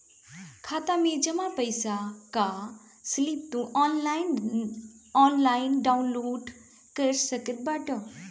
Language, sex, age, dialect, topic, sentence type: Bhojpuri, female, 25-30, Northern, banking, statement